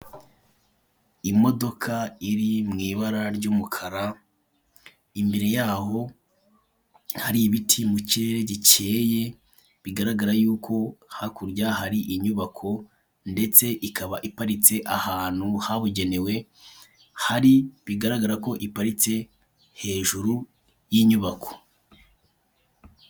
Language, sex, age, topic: Kinyarwanda, male, 18-24, finance